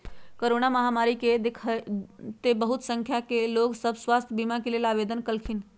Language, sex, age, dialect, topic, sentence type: Magahi, female, 56-60, Western, banking, statement